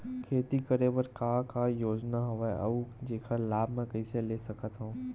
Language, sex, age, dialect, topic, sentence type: Chhattisgarhi, male, 18-24, Western/Budati/Khatahi, banking, question